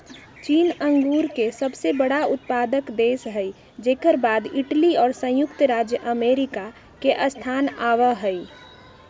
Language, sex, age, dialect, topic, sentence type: Magahi, female, 31-35, Western, agriculture, statement